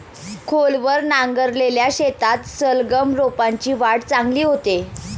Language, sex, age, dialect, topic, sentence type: Marathi, female, 18-24, Standard Marathi, agriculture, statement